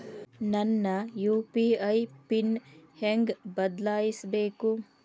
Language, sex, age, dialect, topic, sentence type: Kannada, female, 31-35, Dharwad Kannada, banking, question